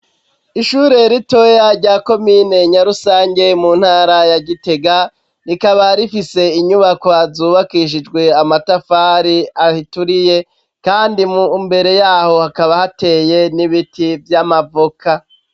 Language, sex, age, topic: Rundi, male, 36-49, education